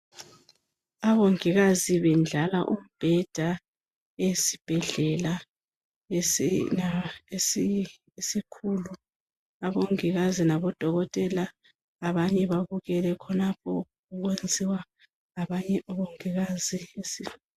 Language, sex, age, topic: North Ndebele, female, 25-35, health